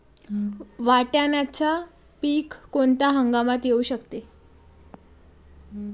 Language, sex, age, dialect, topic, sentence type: Marathi, female, 18-24, Standard Marathi, agriculture, question